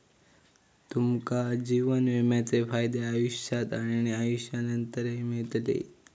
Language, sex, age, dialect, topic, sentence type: Marathi, male, 18-24, Southern Konkan, banking, statement